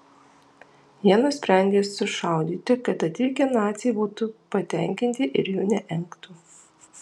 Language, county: Lithuanian, Alytus